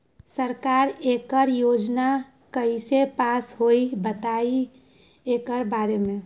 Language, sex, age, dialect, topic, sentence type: Magahi, female, 18-24, Western, agriculture, question